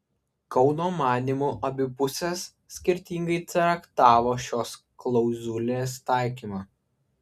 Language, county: Lithuanian, Klaipėda